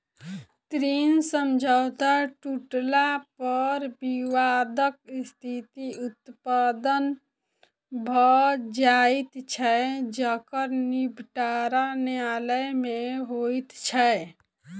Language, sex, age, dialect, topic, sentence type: Maithili, female, 25-30, Southern/Standard, banking, statement